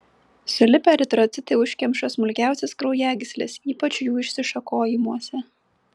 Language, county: Lithuanian, Vilnius